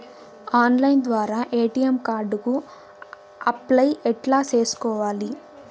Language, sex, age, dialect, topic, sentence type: Telugu, female, 18-24, Southern, banking, question